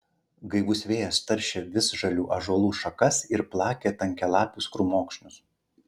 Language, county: Lithuanian, Klaipėda